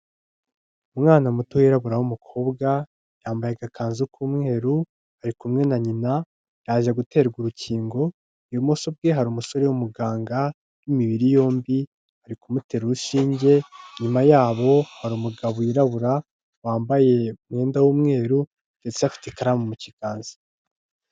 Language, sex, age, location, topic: Kinyarwanda, male, 25-35, Kigali, health